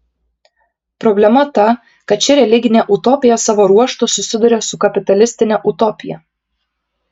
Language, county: Lithuanian, Kaunas